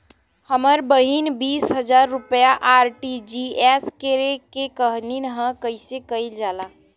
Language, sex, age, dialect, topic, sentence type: Bhojpuri, female, 18-24, Western, banking, question